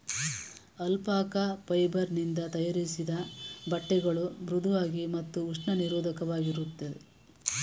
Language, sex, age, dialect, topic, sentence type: Kannada, female, 18-24, Mysore Kannada, agriculture, statement